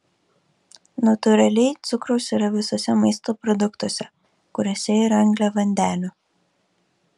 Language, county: Lithuanian, Kaunas